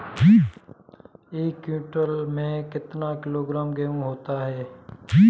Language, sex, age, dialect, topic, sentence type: Hindi, male, 25-30, Marwari Dhudhari, agriculture, question